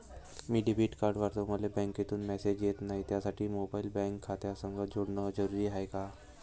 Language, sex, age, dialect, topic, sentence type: Marathi, male, 18-24, Varhadi, banking, question